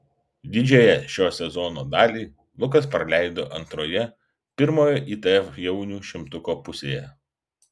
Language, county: Lithuanian, Vilnius